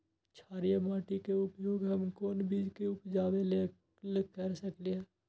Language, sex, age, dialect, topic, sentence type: Magahi, male, 41-45, Western, agriculture, question